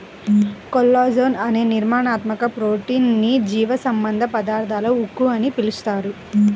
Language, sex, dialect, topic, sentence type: Telugu, female, Central/Coastal, agriculture, statement